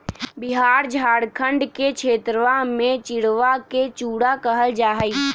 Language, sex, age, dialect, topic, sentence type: Magahi, male, 18-24, Western, agriculture, statement